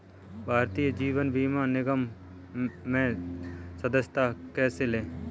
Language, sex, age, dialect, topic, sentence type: Hindi, male, 25-30, Kanauji Braj Bhasha, banking, question